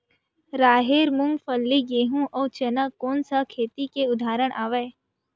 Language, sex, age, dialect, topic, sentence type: Chhattisgarhi, female, 18-24, Western/Budati/Khatahi, agriculture, question